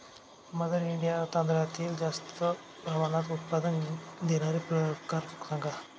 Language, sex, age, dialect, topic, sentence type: Marathi, male, 18-24, Northern Konkan, agriculture, question